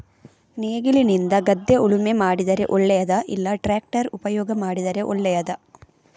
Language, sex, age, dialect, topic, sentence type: Kannada, female, 25-30, Coastal/Dakshin, agriculture, question